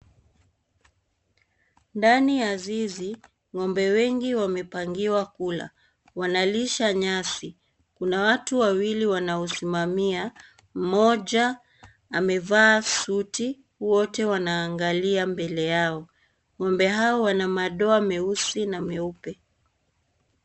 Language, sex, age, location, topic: Swahili, female, 18-24, Kisii, agriculture